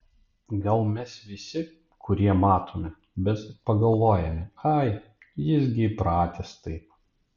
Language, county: Lithuanian, Panevėžys